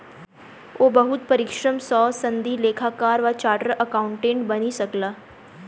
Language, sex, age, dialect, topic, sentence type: Maithili, female, 18-24, Southern/Standard, banking, statement